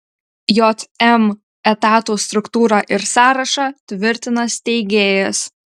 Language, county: Lithuanian, Utena